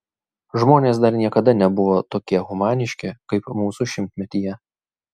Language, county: Lithuanian, Šiauliai